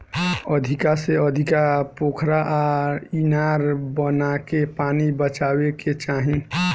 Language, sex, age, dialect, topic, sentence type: Bhojpuri, male, 18-24, Southern / Standard, agriculture, statement